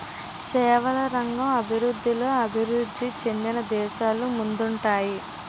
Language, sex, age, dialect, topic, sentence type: Telugu, female, 18-24, Utterandhra, banking, statement